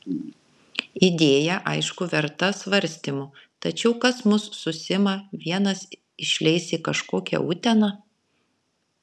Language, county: Lithuanian, Kaunas